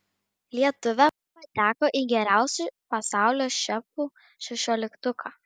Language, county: Lithuanian, Šiauliai